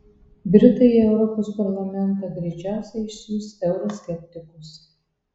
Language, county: Lithuanian, Marijampolė